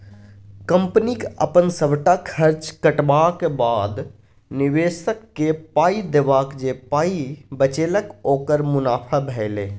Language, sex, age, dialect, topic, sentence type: Maithili, male, 25-30, Bajjika, banking, statement